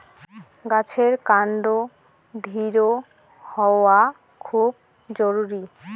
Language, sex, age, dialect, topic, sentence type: Bengali, female, 25-30, Rajbangshi, agriculture, question